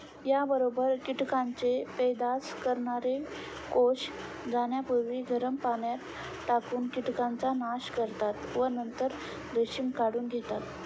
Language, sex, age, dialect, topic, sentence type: Marathi, female, 25-30, Standard Marathi, agriculture, statement